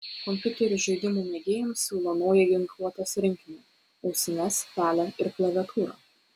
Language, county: Lithuanian, Vilnius